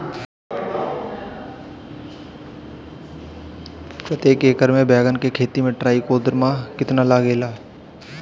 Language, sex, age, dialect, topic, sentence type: Bhojpuri, male, 25-30, Northern, agriculture, question